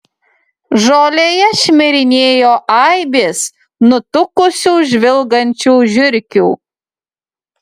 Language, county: Lithuanian, Utena